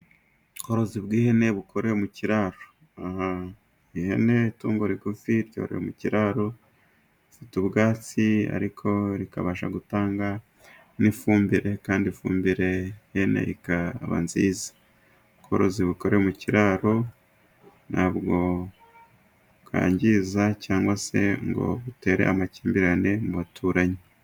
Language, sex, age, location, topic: Kinyarwanda, male, 36-49, Musanze, agriculture